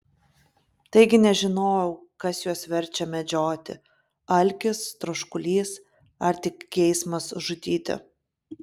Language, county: Lithuanian, Klaipėda